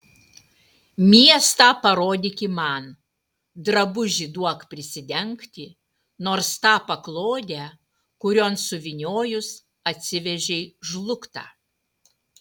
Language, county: Lithuanian, Utena